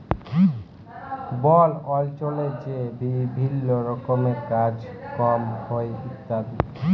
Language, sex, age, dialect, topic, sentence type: Bengali, male, 18-24, Jharkhandi, agriculture, statement